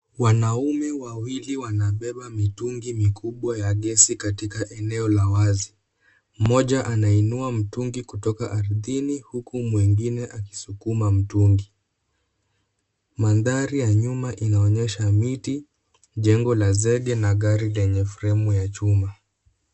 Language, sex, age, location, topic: Swahili, male, 18-24, Kisumu, health